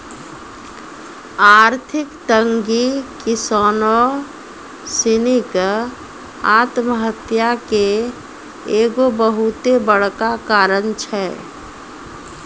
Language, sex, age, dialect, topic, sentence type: Maithili, female, 41-45, Angika, agriculture, statement